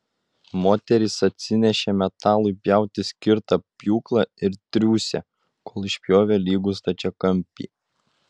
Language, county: Lithuanian, Utena